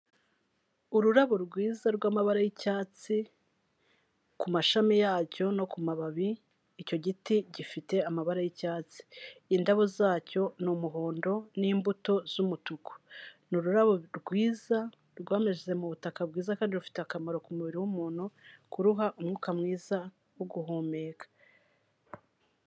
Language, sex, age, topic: Kinyarwanda, female, 36-49, health